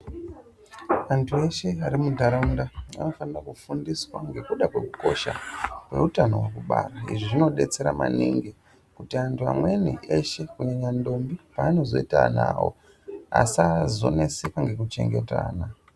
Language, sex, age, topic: Ndau, male, 25-35, health